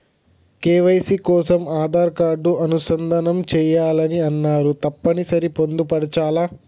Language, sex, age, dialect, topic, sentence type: Telugu, male, 18-24, Telangana, banking, question